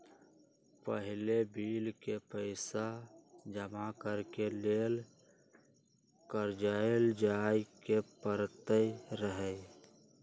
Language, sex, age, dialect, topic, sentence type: Magahi, male, 46-50, Western, banking, statement